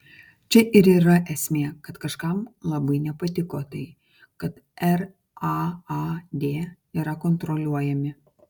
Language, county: Lithuanian, Kaunas